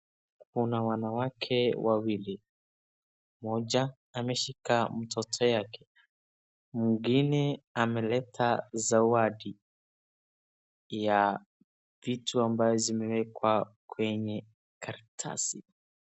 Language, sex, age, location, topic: Swahili, male, 36-49, Wajir, health